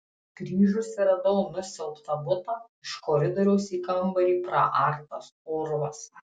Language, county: Lithuanian, Tauragė